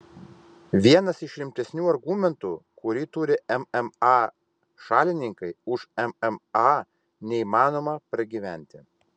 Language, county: Lithuanian, Vilnius